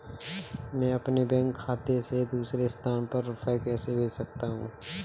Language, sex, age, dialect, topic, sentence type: Hindi, male, 18-24, Kanauji Braj Bhasha, banking, question